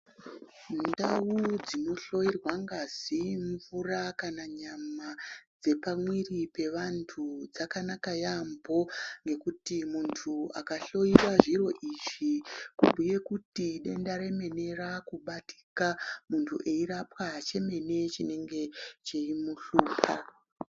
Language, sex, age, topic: Ndau, female, 36-49, health